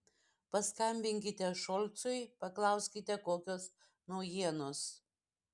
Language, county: Lithuanian, Šiauliai